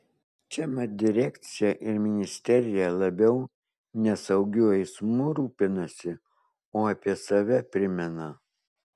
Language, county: Lithuanian, Kaunas